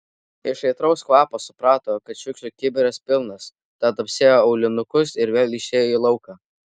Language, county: Lithuanian, Vilnius